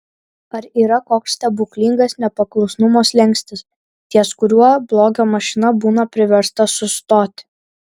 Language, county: Lithuanian, Vilnius